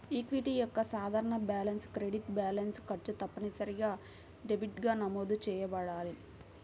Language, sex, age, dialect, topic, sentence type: Telugu, female, 18-24, Central/Coastal, banking, statement